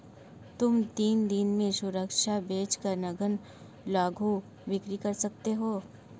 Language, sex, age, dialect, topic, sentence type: Hindi, male, 25-30, Marwari Dhudhari, banking, statement